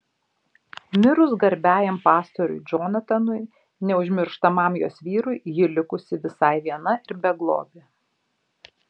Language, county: Lithuanian, Šiauliai